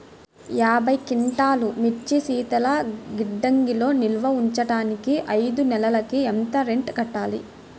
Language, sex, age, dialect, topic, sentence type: Telugu, male, 60-100, Central/Coastal, agriculture, question